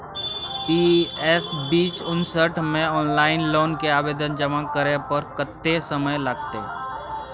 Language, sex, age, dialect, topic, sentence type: Maithili, male, 31-35, Bajjika, banking, question